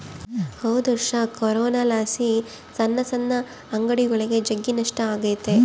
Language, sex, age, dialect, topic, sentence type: Kannada, female, 25-30, Central, banking, statement